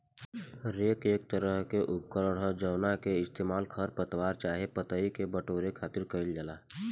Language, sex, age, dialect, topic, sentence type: Bhojpuri, male, 18-24, Southern / Standard, agriculture, statement